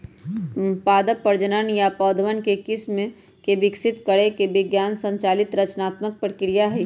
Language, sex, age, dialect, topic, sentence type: Magahi, male, 18-24, Western, agriculture, statement